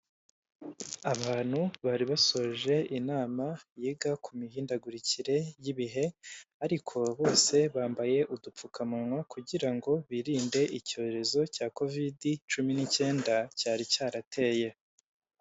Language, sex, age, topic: Kinyarwanda, male, 18-24, government